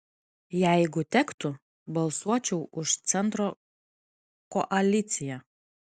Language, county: Lithuanian, Kaunas